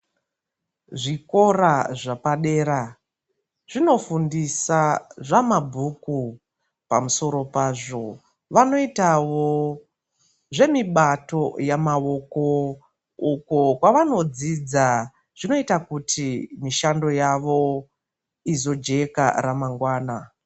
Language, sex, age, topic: Ndau, female, 36-49, education